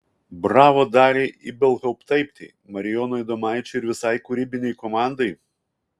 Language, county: Lithuanian, Kaunas